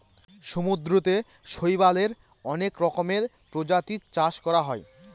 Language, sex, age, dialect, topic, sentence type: Bengali, male, 25-30, Northern/Varendri, agriculture, statement